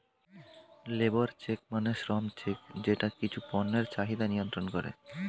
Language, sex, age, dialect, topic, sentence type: Bengali, male, 25-30, Standard Colloquial, banking, statement